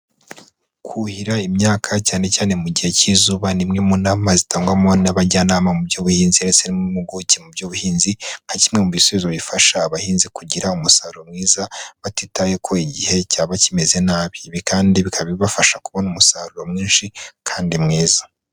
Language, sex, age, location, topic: Kinyarwanda, female, 18-24, Huye, agriculture